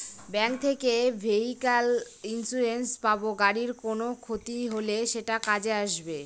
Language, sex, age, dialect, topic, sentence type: Bengali, female, 25-30, Northern/Varendri, banking, statement